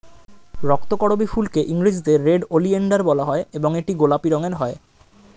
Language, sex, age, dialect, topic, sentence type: Bengali, male, 18-24, Standard Colloquial, agriculture, statement